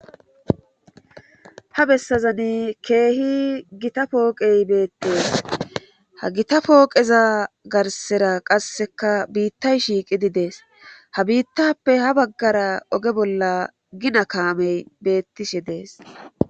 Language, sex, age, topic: Gamo, female, 36-49, government